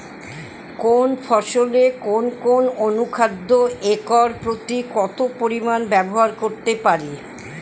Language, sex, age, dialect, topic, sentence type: Bengali, female, 60-100, Northern/Varendri, agriculture, question